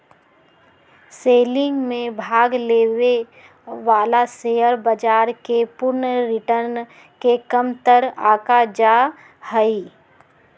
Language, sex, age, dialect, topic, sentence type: Magahi, female, 36-40, Western, banking, statement